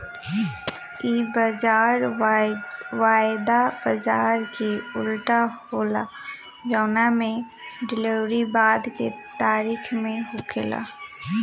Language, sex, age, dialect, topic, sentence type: Bhojpuri, female, 18-24, Southern / Standard, banking, statement